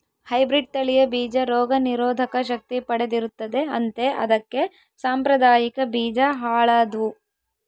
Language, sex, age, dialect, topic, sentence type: Kannada, female, 18-24, Central, agriculture, statement